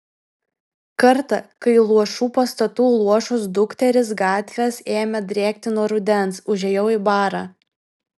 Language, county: Lithuanian, Vilnius